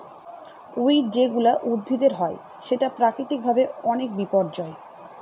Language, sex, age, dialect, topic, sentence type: Bengali, female, 31-35, Northern/Varendri, agriculture, statement